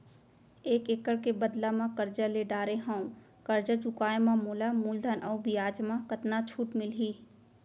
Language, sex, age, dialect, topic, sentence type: Chhattisgarhi, female, 18-24, Central, agriculture, question